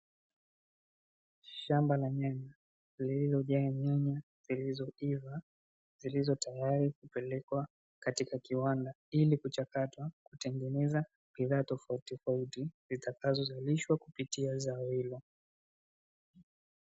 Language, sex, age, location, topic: Swahili, male, 18-24, Dar es Salaam, agriculture